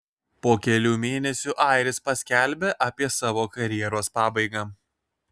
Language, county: Lithuanian, Kaunas